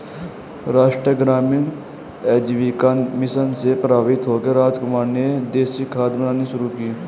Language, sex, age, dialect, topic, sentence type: Hindi, male, 18-24, Hindustani Malvi Khadi Boli, banking, statement